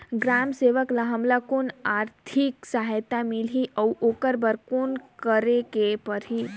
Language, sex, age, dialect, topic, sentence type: Chhattisgarhi, female, 18-24, Northern/Bhandar, agriculture, question